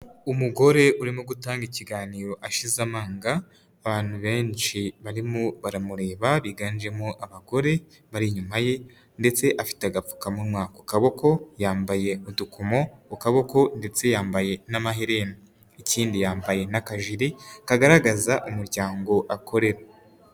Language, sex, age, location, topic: Kinyarwanda, male, 18-24, Huye, health